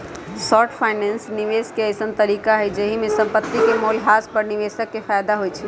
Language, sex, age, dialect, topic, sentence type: Magahi, female, 25-30, Western, banking, statement